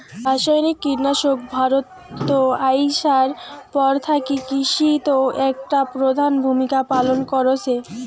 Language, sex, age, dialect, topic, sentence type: Bengali, female, 18-24, Rajbangshi, agriculture, statement